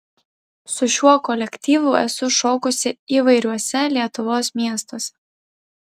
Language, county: Lithuanian, Vilnius